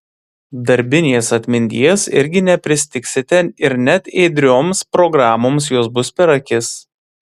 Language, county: Lithuanian, Vilnius